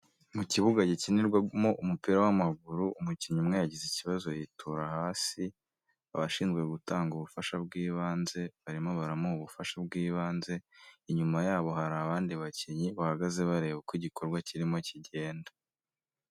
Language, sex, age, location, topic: Kinyarwanda, male, 25-35, Kigali, health